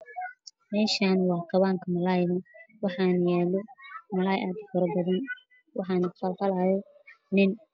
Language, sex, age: Somali, female, 18-24